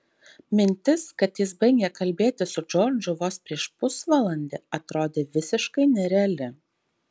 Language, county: Lithuanian, Vilnius